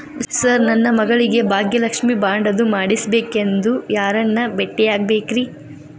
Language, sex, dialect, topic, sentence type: Kannada, female, Dharwad Kannada, banking, question